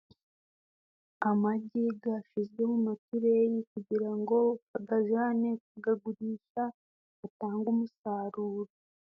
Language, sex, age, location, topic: Kinyarwanda, female, 18-24, Musanze, agriculture